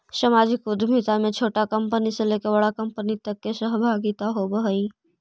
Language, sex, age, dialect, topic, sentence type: Magahi, female, 25-30, Central/Standard, banking, statement